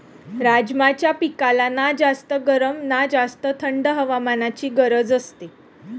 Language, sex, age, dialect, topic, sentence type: Marathi, female, 31-35, Standard Marathi, agriculture, statement